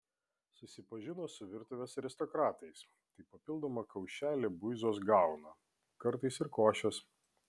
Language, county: Lithuanian, Vilnius